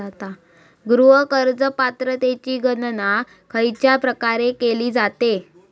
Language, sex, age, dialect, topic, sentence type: Marathi, female, 18-24, Southern Konkan, banking, question